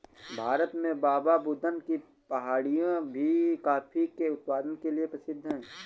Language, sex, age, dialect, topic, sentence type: Hindi, male, 18-24, Awadhi Bundeli, agriculture, statement